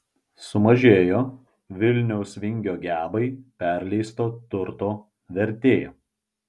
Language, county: Lithuanian, Vilnius